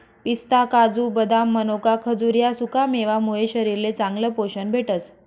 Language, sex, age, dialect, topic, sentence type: Marathi, male, 18-24, Northern Konkan, agriculture, statement